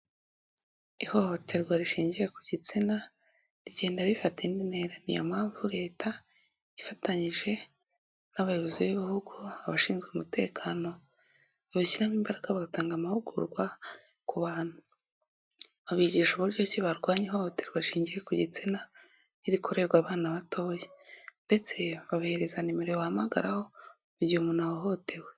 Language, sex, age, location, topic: Kinyarwanda, female, 18-24, Kigali, health